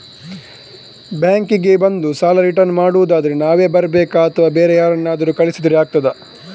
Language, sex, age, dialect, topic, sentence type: Kannada, male, 18-24, Coastal/Dakshin, banking, question